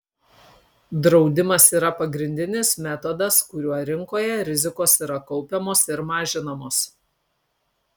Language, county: Lithuanian, Kaunas